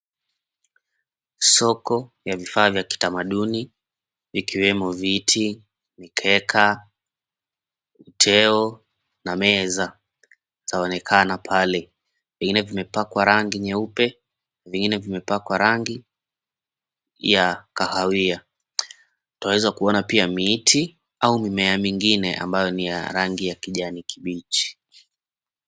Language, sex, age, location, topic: Swahili, male, 25-35, Mombasa, government